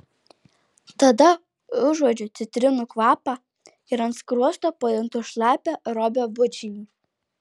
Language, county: Lithuanian, Alytus